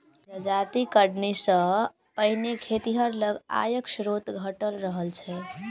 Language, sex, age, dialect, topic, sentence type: Maithili, female, 18-24, Southern/Standard, agriculture, statement